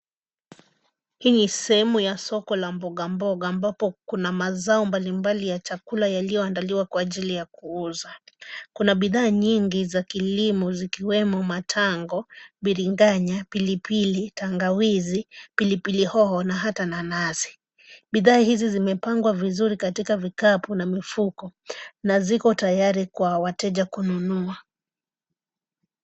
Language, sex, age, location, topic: Swahili, female, 25-35, Nairobi, finance